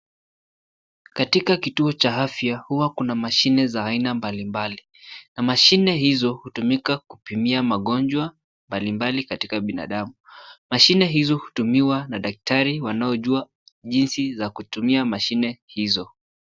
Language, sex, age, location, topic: Swahili, male, 18-24, Nairobi, health